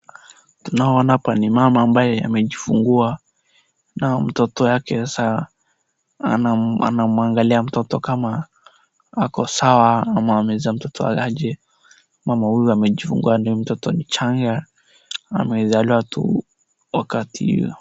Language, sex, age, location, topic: Swahili, male, 18-24, Wajir, health